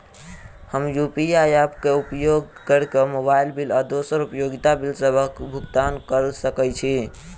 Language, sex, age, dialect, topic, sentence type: Maithili, male, 18-24, Southern/Standard, banking, statement